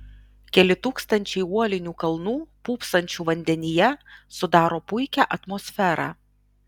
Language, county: Lithuanian, Alytus